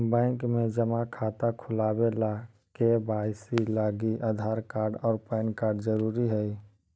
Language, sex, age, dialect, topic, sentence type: Magahi, male, 18-24, Central/Standard, banking, statement